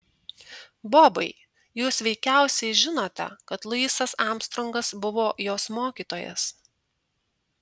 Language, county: Lithuanian, Tauragė